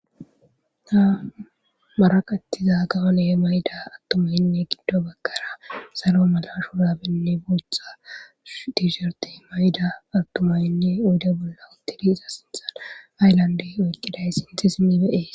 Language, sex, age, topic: Gamo, female, 25-35, government